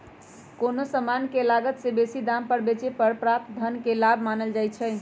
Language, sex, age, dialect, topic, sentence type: Magahi, female, 31-35, Western, banking, statement